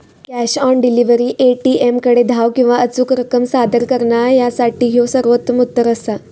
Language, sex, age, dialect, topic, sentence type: Marathi, female, 18-24, Southern Konkan, banking, statement